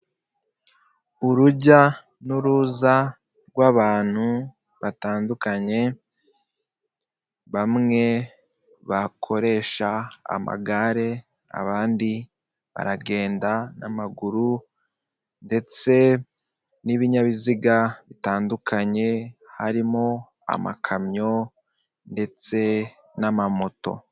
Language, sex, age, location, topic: Kinyarwanda, male, 25-35, Kigali, government